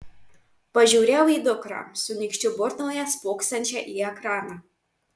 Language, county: Lithuanian, Marijampolė